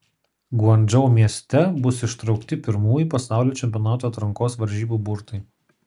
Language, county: Lithuanian, Kaunas